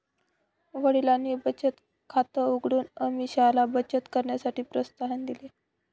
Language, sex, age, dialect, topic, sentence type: Marathi, male, 25-30, Northern Konkan, banking, statement